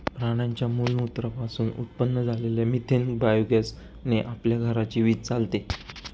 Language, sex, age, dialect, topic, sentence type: Marathi, male, 25-30, Northern Konkan, agriculture, statement